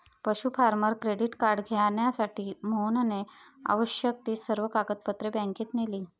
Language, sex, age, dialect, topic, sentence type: Marathi, female, 51-55, Varhadi, agriculture, statement